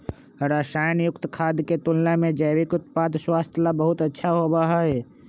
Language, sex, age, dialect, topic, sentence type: Magahi, male, 25-30, Western, agriculture, statement